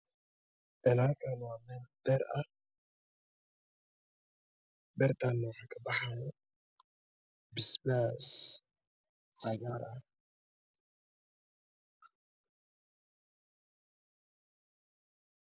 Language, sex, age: Somali, male, 25-35